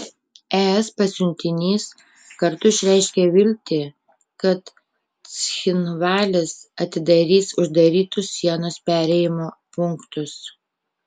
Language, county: Lithuanian, Panevėžys